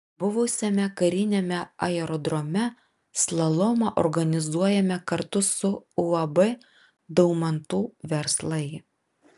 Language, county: Lithuanian, Vilnius